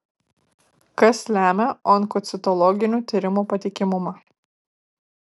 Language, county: Lithuanian, Kaunas